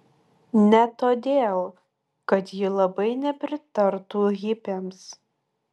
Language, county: Lithuanian, Klaipėda